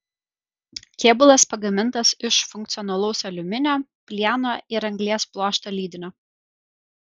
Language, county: Lithuanian, Kaunas